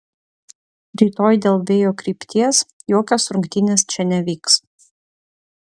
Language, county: Lithuanian, Utena